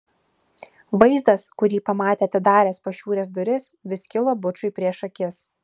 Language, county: Lithuanian, Klaipėda